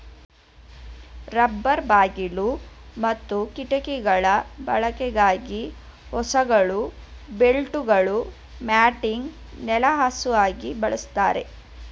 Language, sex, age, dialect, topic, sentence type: Kannada, female, 25-30, Mysore Kannada, agriculture, statement